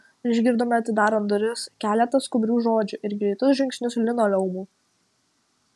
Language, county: Lithuanian, Kaunas